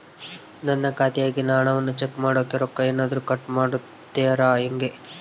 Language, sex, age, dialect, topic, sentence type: Kannada, male, 18-24, Central, banking, question